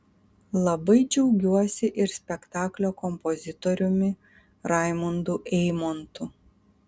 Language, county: Lithuanian, Kaunas